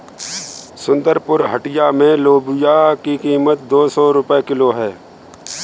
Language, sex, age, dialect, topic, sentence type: Hindi, male, 31-35, Kanauji Braj Bhasha, agriculture, statement